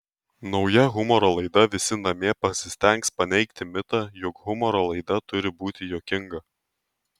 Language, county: Lithuanian, Tauragė